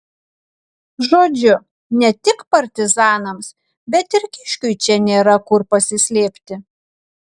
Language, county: Lithuanian, Kaunas